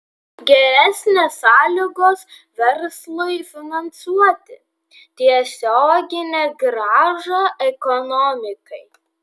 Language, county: Lithuanian, Vilnius